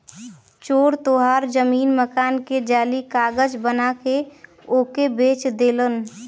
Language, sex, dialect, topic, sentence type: Bhojpuri, female, Western, banking, statement